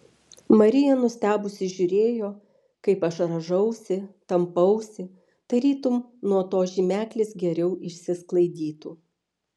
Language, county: Lithuanian, Vilnius